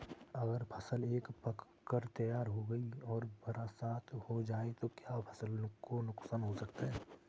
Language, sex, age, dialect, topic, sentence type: Hindi, male, 25-30, Kanauji Braj Bhasha, agriculture, question